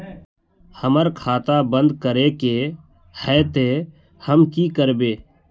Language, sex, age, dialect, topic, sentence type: Magahi, male, 18-24, Northeastern/Surjapuri, banking, question